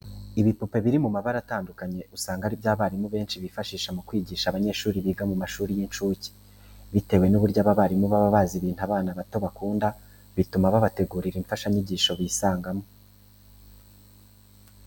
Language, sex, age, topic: Kinyarwanda, male, 25-35, education